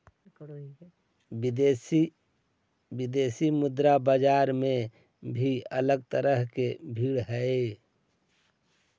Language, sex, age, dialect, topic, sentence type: Magahi, male, 41-45, Central/Standard, agriculture, statement